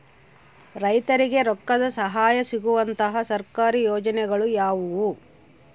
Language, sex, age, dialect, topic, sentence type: Kannada, female, 36-40, Central, agriculture, question